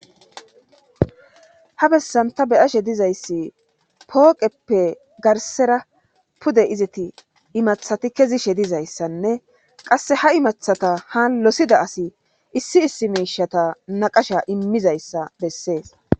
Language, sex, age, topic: Gamo, female, 36-49, government